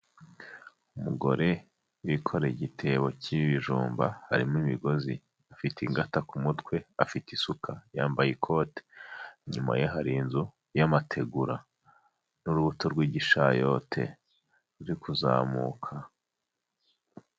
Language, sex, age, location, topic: Kinyarwanda, male, 25-35, Huye, health